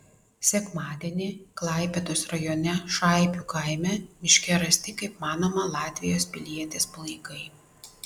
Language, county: Lithuanian, Vilnius